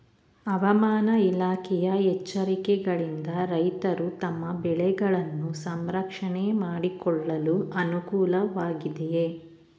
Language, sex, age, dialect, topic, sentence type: Kannada, female, 31-35, Mysore Kannada, agriculture, question